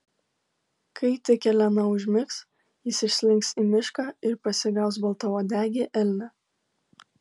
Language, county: Lithuanian, Klaipėda